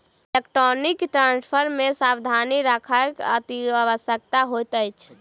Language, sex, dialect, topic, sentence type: Maithili, female, Southern/Standard, banking, statement